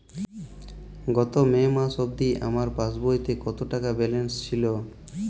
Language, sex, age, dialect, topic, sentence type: Bengali, male, 18-24, Jharkhandi, banking, question